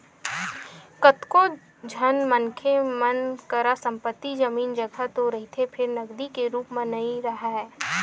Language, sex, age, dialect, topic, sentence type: Chhattisgarhi, female, 18-24, Western/Budati/Khatahi, banking, statement